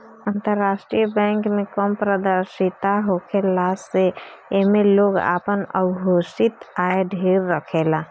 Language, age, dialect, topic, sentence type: Bhojpuri, 25-30, Northern, banking, statement